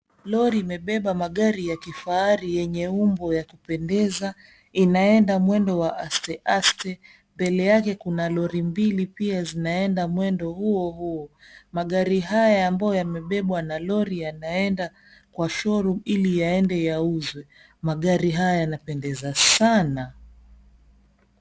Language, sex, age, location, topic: Swahili, female, 25-35, Mombasa, finance